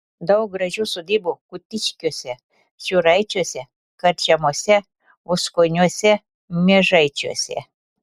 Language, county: Lithuanian, Telšiai